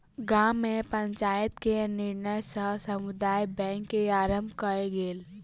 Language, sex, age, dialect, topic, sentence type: Maithili, female, 18-24, Southern/Standard, banking, statement